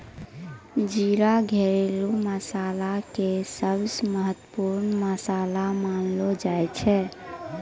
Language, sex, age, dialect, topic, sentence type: Maithili, female, 18-24, Angika, agriculture, statement